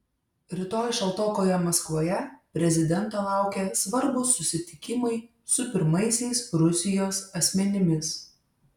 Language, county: Lithuanian, Šiauliai